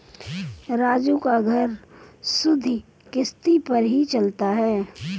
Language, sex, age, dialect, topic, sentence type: Hindi, female, 18-24, Marwari Dhudhari, banking, statement